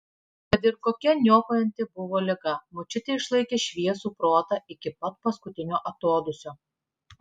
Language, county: Lithuanian, Klaipėda